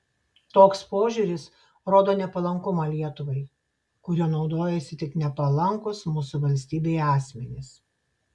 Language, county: Lithuanian, Šiauliai